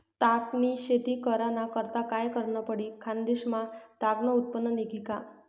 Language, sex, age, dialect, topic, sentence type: Marathi, female, 60-100, Northern Konkan, agriculture, statement